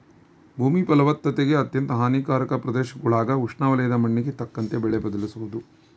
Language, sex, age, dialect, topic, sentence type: Kannada, male, 56-60, Central, agriculture, statement